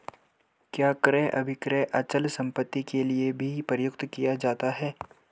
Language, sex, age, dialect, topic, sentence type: Hindi, male, 18-24, Hindustani Malvi Khadi Boli, banking, statement